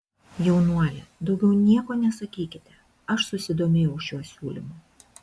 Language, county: Lithuanian, Šiauliai